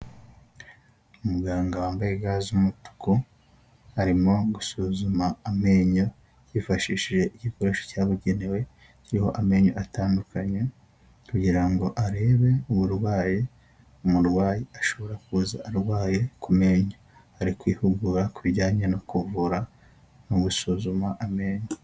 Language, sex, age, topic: Kinyarwanda, male, 18-24, health